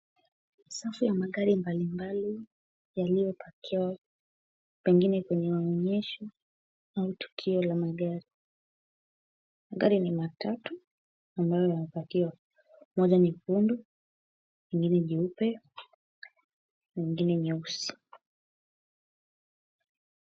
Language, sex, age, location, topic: Swahili, female, 18-24, Kisumu, finance